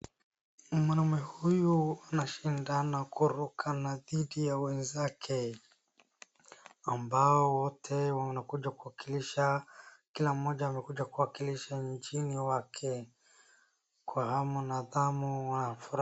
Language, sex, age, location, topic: Swahili, female, 50+, Wajir, government